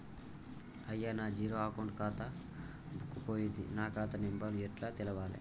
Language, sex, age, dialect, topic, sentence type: Telugu, male, 18-24, Telangana, banking, question